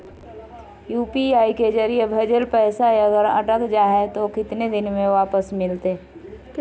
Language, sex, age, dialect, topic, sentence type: Magahi, female, 18-24, Southern, banking, question